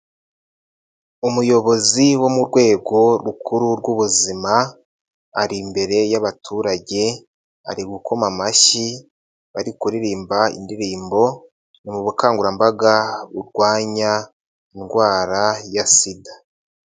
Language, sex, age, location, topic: Kinyarwanda, male, 18-24, Nyagatare, health